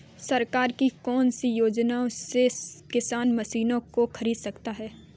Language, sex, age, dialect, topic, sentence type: Hindi, female, 18-24, Kanauji Braj Bhasha, agriculture, question